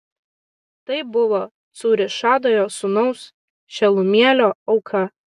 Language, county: Lithuanian, Kaunas